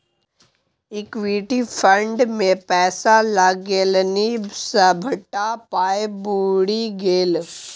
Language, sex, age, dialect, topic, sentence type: Maithili, male, 18-24, Bajjika, banking, statement